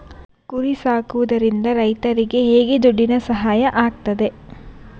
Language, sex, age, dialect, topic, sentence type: Kannada, female, 25-30, Coastal/Dakshin, agriculture, question